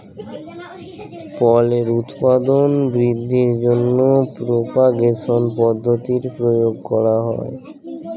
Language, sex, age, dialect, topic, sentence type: Bengali, male, <18, Standard Colloquial, agriculture, statement